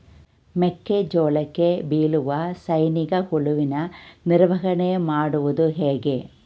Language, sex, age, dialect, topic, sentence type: Kannada, female, 46-50, Mysore Kannada, agriculture, question